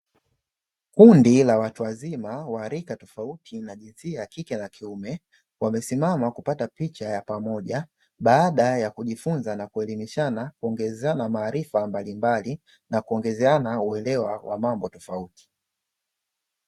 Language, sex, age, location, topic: Swahili, male, 25-35, Dar es Salaam, education